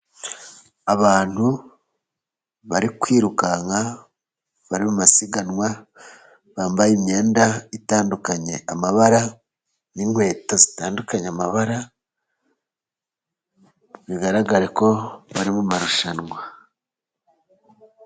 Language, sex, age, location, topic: Kinyarwanda, male, 36-49, Musanze, government